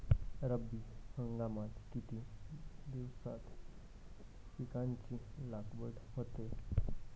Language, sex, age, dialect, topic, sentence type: Marathi, male, 18-24, Standard Marathi, agriculture, question